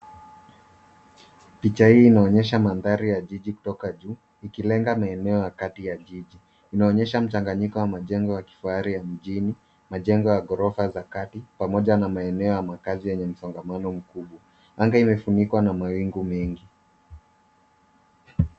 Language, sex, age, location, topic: Swahili, male, 18-24, Nairobi, finance